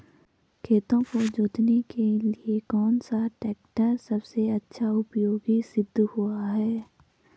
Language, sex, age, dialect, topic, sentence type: Hindi, female, 18-24, Garhwali, agriculture, question